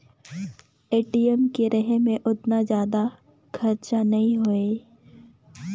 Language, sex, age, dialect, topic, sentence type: Chhattisgarhi, female, 25-30, Northern/Bhandar, banking, statement